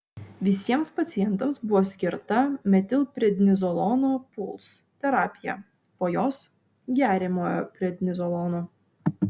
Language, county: Lithuanian, Vilnius